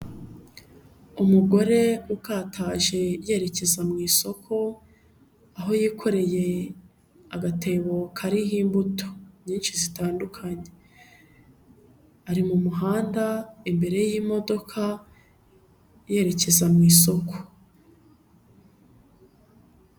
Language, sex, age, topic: Kinyarwanda, female, 25-35, finance